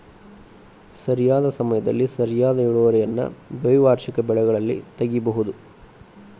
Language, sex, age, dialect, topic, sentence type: Kannada, male, 25-30, Dharwad Kannada, agriculture, statement